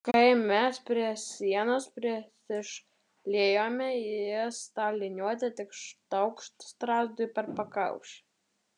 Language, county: Lithuanian, Vilnius